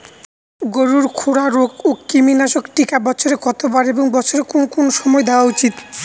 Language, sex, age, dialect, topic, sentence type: Bengali, male, 25-30, Northern/Varendri, agriculture, question